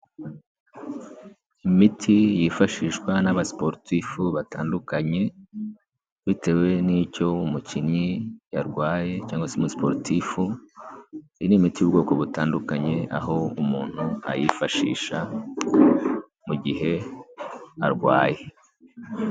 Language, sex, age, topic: Kinyarwanda, female, 25-35, health